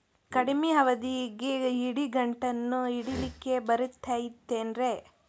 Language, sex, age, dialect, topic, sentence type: Kannada, female, 41-45, Dharwad Kannada, banking, question